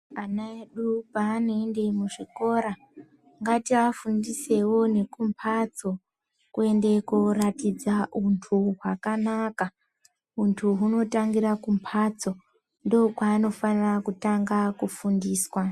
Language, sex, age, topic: Ndau, female, 25-35, education